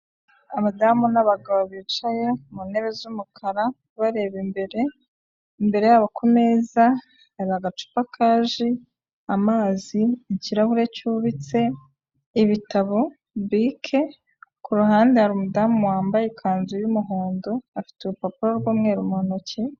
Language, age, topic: Kinyarwanda, 25-35, government